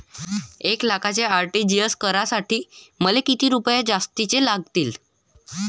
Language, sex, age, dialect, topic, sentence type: Marathi, male, 18-24, Varhadi, banking, question